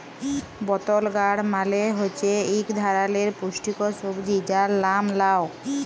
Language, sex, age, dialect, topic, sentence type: Bengali, female, 41-45, Jharkhandi, agriculture, statement